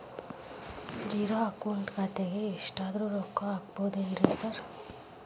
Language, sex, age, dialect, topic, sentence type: Kannada, female, 36-40, Dharwad Kannada, banking, question